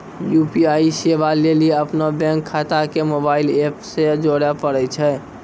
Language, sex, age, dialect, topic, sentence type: Maithili, male, 18-24, Angika, banking, statement